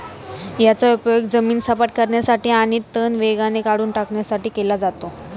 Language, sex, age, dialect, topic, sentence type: Marathi, female, 18-24, Standard Marathi, agriculture, statement